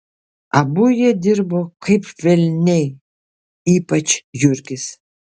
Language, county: Lithuanian, Kaunas